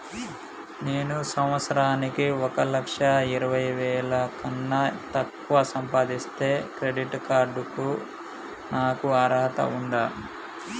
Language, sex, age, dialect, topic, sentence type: Telugu, male, 25-30, Telangana, banking, question